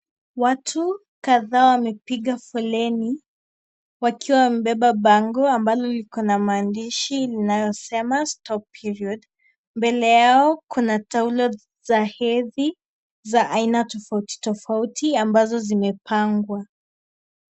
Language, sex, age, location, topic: Swahili, female, 25-35, Kisii, health